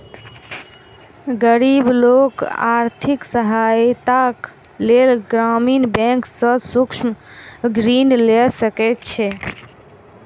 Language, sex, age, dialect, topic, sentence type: Maithili, female, 25-30, Southern/Standard, banking, statement